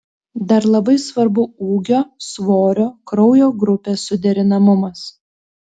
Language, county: Lithuanian, Telšiai